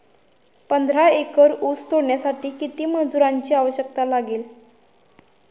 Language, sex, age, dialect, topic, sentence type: Marathi, female, 18-24, Standard Marathi, agriculture, question